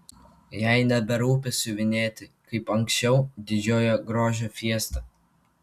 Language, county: Lithuanian, Kaunas